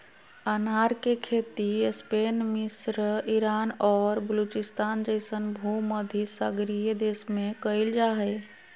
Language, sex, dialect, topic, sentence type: Magahi, female, Southern, agriculture, statement